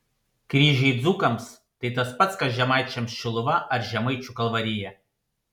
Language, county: Lithuanian, Panevėžys